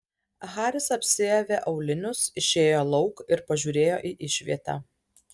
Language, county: Lithuanian, Alytus